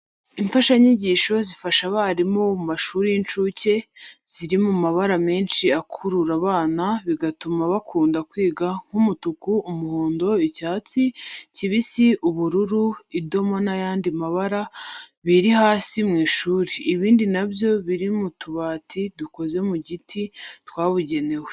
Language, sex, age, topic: Kinyarwanda, female, 25-35, education